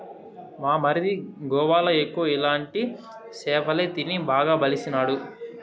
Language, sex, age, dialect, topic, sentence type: Telugu, male, 18-24, Southern, agriculture, statement